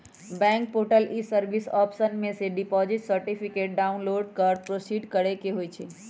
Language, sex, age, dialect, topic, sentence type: Magahi, female, 36-40, Western, banking, statement